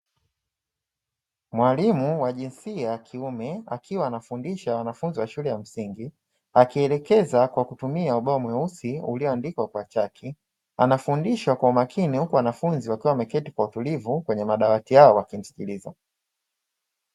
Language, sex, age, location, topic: Swahili, male, 25-35, Dar es Salaam, education